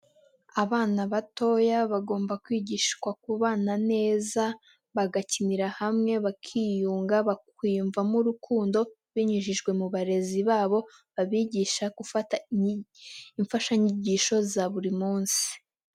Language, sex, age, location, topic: Kinyarwanda, female, 18-24, Nyagatare, education